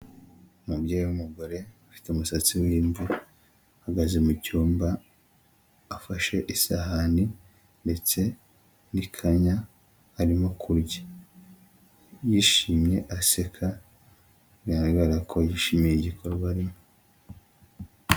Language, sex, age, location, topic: Kinyarwanda, male, 25-35, Huye, health